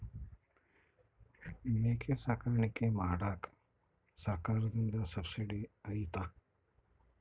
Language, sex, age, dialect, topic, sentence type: Kannada, male, 51-55, Central, agriculture, question